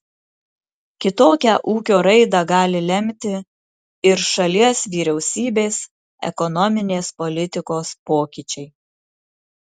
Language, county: Lithuanian, Marijampolė